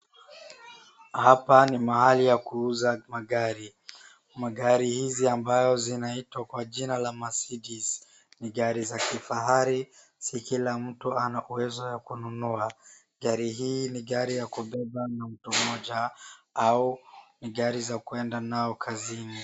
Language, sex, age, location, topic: Swahili, female, 36-49, Wajir, finance